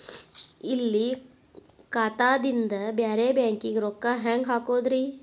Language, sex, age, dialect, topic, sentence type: Kannada, male, 41-45, Dharwad Kannada, banking, question